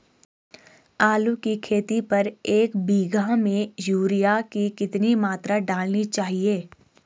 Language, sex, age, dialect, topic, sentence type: Hindi, female, 25-30, Garhwali, agriculture, question